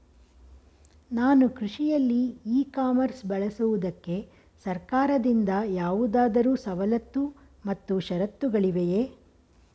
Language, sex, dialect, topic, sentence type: Kannada, female, Mysore Kannada, agriculture, question